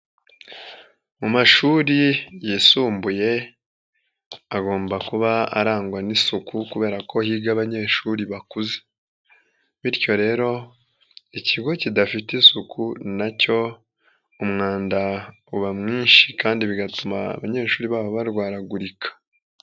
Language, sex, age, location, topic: Kinyarwanda, female, 18-24, Nyagatare, education